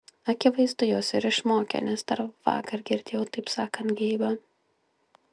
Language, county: Lithuanian, Klaipėda